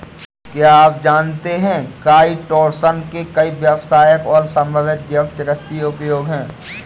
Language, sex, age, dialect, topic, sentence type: Hindi, female, 18-24, Awadhi Bundeli, agriculture, statement